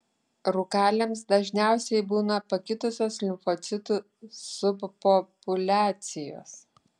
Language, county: Lithuanian, Klaipėda